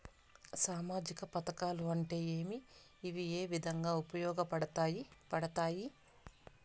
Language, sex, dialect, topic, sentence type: Telugu, female, Southern, banking, question